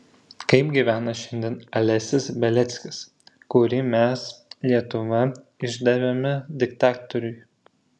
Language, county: Lithuanian, Šiauliai